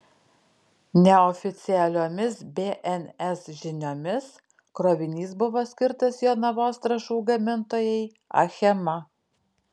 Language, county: Lithuanian, Alytus